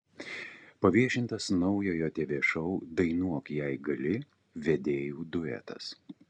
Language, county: Lithuanian, Utena